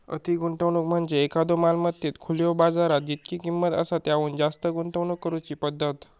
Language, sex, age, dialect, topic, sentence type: Marathi, male, 18-24, Southern Konkan, banking, statement